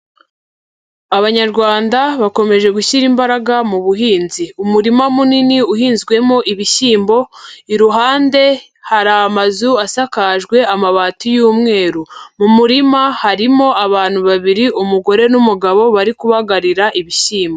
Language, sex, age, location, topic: Kinyarwanda, female, 18-24, Huye, agriculture